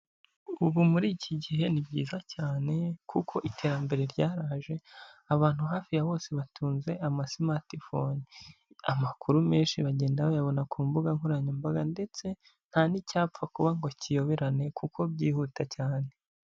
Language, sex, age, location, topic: Kinyarwanda, female, 25-35, Huye, government